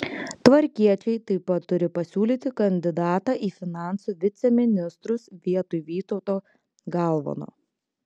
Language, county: Lithuanian, Klaipėda